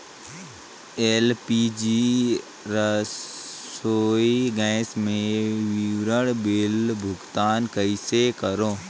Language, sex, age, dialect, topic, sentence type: Chhattisgarhi, male, 18-24, Northern/Bhandar, banking, question